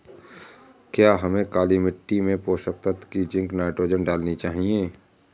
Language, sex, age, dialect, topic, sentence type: Hindi, male, 18-24, Awadhi Bundeli, agriculture, question